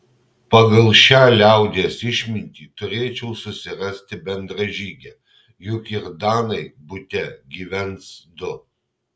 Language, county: Lithuanian, Kaunas